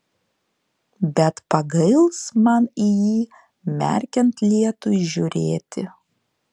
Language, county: Lithuanian, Šiauliai